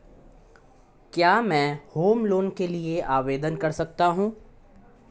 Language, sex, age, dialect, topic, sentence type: Hindi, male, 18-24, Marwari Dhudhari, banking, question